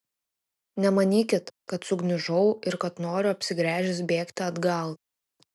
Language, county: Lithuanian, Klaipėda